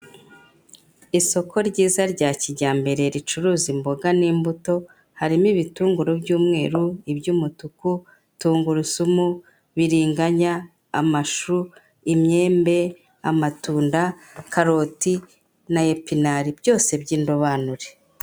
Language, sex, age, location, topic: Kinyarwanda, female, 50+, Kigali, finance